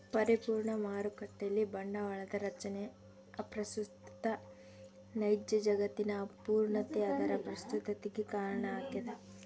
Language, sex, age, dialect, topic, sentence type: Kannada, female, 25-30, Central, banking, statement